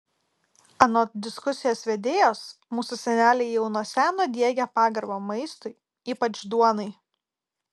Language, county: Lithuanian, Kaunas